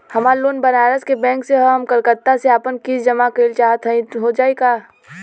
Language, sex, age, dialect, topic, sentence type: Bhojpuri, female, 18-24, Western, banking, question